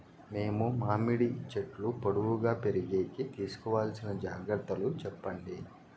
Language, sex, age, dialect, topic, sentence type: Telugu, male, 41-45, Southern, agriculture, question